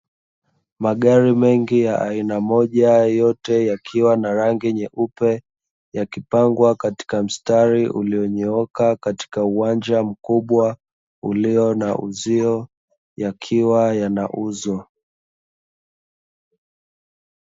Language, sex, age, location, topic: Swahili, male, 25-35, Dar es Salaam, finance